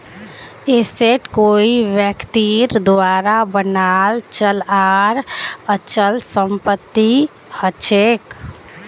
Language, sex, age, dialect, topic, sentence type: Magahi, female, 18-24, Northeastern/Surjapuri, banking, statement